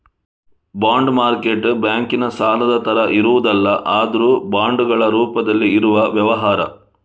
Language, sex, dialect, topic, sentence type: Kannada, male, Coastal/Dakshin, banking, statement